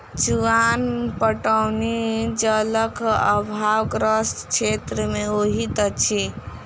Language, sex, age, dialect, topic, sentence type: Maithili, female, 18-24, Southern/Standard, agriculture, statement